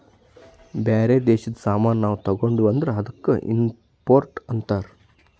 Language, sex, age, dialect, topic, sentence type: Kannada, male, 25-30, Northeastern, banking, statement